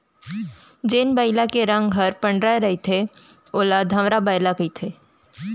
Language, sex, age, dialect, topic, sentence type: Chhattisgarhi, female, 18-24, Central, agriculture, statement